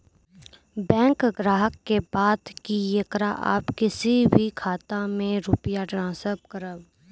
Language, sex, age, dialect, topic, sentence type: Maithili, female, 18-24, Angika, banking, question